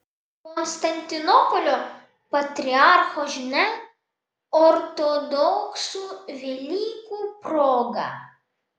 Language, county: Lithuanian, Vilnius